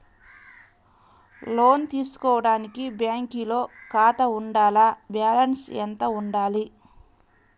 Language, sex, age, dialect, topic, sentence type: Telugu, female, 25-30, Central/Coastal, banking, question